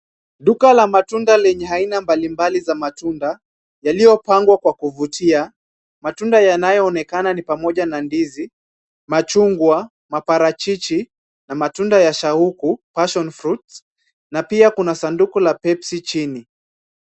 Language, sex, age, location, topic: Swahili, male, 25-35, Kisumu, finance